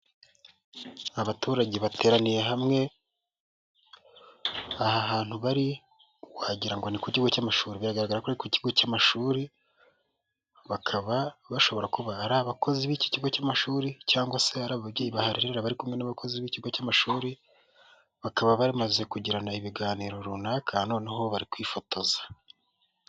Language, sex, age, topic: Kinyarwanda, male, 18-24, government